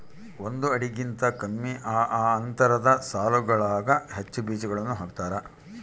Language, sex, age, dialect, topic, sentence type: Kannada, male, 51-55, Central, agriculture, statement